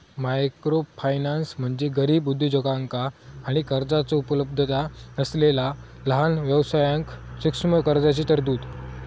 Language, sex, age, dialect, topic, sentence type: Marathi, male, 25-30, Southern Konkan, banking, statement